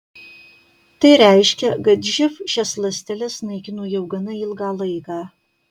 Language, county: Lithuanian, Kaunas